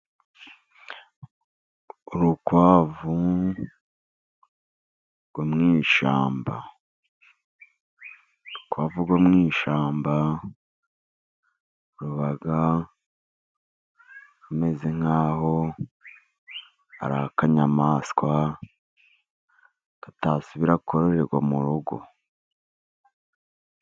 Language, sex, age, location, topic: Kinyarwanda, male, 50+, Musanze, agriculture